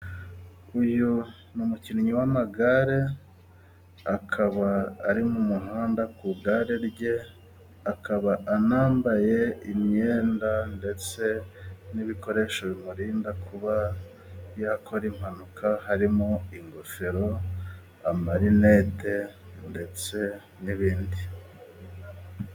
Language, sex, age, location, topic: Kinyarwanda, male, 36-49, Musanze, government